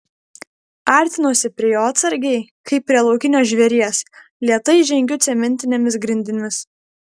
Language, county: Lithuanian, Vilnius